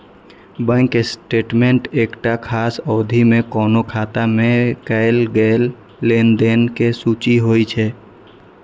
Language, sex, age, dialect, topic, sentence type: Maithili, male, 18-24, Eastern / Thethi, banking, statement